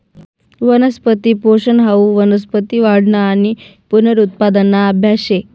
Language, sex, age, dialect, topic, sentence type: Marathi, female, 18-24, Northern Konkan, agriculture, statement